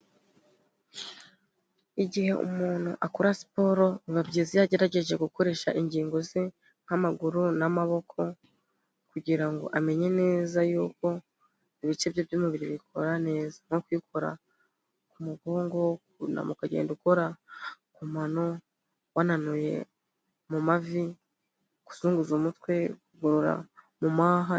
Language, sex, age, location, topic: Kinyarwanda, female, 25-35, Kigali, health